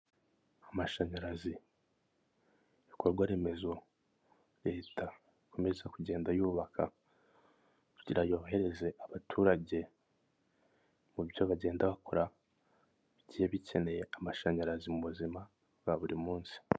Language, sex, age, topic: Kinyarwanda, male, 25-35, government